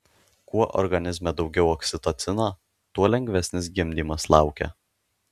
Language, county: Lithuanian, Alytus